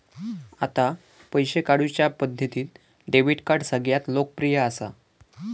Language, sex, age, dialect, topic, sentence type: Marathi, male, <18, Southern Konkan, banking, statement